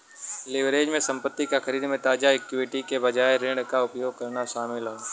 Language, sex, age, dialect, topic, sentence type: Bhojpuri, male, 18-24, Western, banking, statement